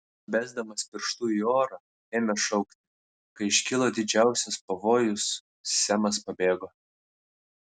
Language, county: Lithuanian, Vilnius